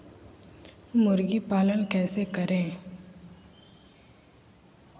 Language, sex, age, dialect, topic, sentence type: Magahi, female, 25-30, Southern, agriculture, question